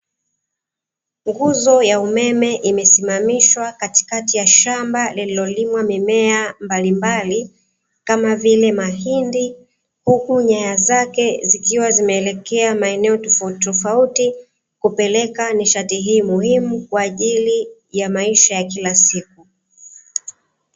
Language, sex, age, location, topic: Swahili, female, 36-49, Dar es Salaam, government